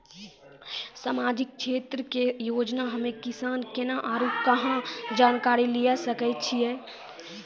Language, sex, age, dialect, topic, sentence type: Maithili, female, 18-24, Angika, banking, question